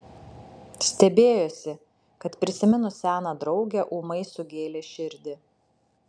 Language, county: Lithuanian, Šiauliai